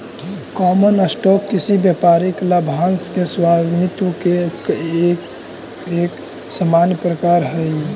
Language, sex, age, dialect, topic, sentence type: Magahi, male, 18-24, Central/Standard, banking, statement